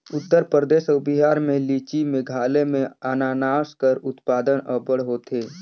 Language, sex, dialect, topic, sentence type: Chhattisgarhi, male, Northern/Bhandar, agriculture, statement